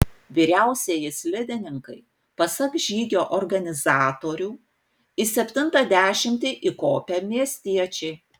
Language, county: Lithuanian, Panevėžys